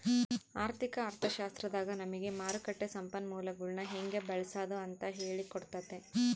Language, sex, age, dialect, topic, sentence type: Kannada, female, 25-30, Central, banking, statement